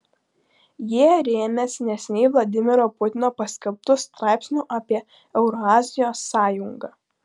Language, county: Lithuanian, Klaipėda